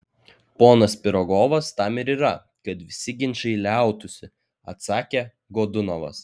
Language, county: Lithuanian, Klaipėda